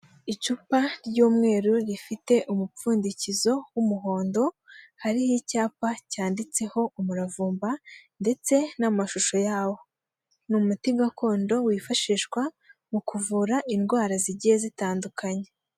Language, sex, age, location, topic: Kinyarwanda, female, 25-35, Huye, health